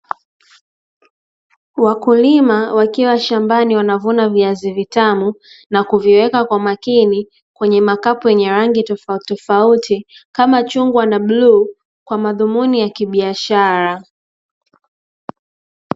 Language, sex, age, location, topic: Swahili, female, 18-24, Dar es Salaam, agriculture